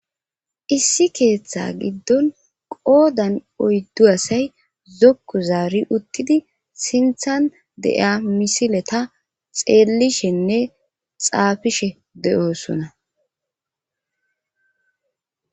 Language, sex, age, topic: Gamo, female, 25-35, government